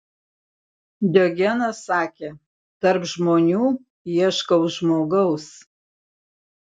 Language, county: Lithuanian, Vilnius